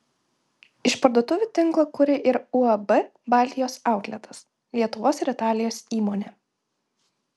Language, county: Lithuanian, Kaunas